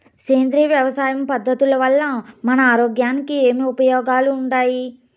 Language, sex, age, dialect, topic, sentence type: Telugu, female, 25-30, Southern, agriculture, question